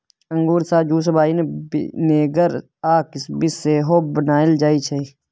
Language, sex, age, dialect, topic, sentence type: Maithili, male, 31-35, Bajjika, agriculture, statement